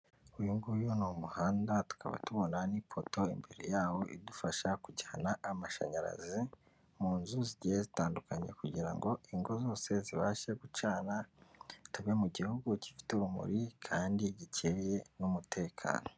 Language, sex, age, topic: Kinyarwanda, female, 18-24, government